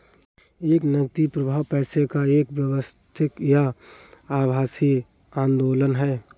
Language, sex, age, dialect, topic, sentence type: Hindi, male, 18-24, Awadhi Bundeli, banking, statement